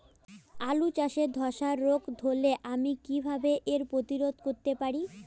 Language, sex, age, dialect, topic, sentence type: Bengali, female, 25-30, Rajbangshi, agriculture, question